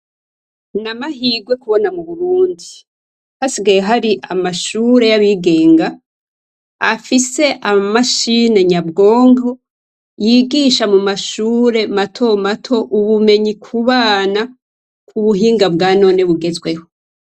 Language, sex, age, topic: Rundi, female, 25-35, education